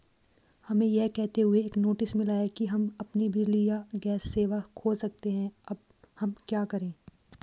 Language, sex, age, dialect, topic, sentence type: Hindi, female, 18-24, Hindustani Malvi Khadi Boli, banking, question